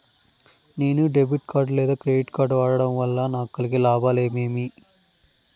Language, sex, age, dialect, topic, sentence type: Telugu, male, 31-35, Southern, banking, question